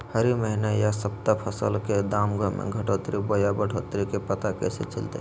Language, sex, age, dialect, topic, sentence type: Magahi, male, 56-60, Southern, agriculture, question